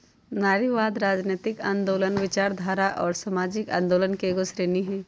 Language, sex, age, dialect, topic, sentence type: Magahi, female, 31-35, Southern, banking, statement